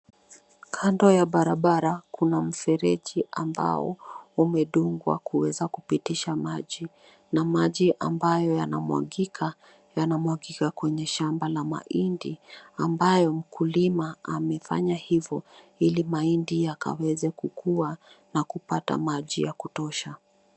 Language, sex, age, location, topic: Swahili, female, 25-35, Nairobi, agriculture